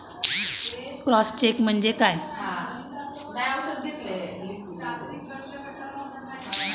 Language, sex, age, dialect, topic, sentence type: Marathi, female, 36-40, Standard Marathi, banking, question